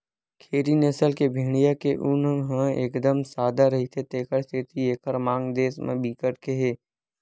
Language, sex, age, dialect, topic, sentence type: Chhattisgarhi, male, 18-24, Western/Budati/Khatahi, agriculture, statement